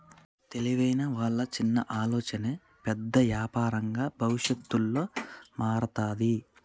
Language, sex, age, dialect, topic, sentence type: Telugu, male, 31-35, Telangana, banking, statement